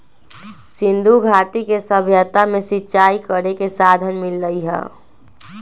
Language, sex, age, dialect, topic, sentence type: Magahi, female, 18-24, Western, agriculture, statement